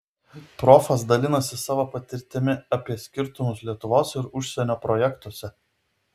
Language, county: Lithuanian, Vilnius